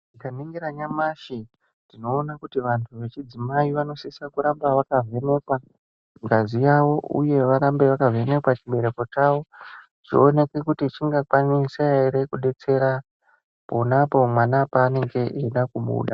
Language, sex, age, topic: Ndau, male, 18-24, health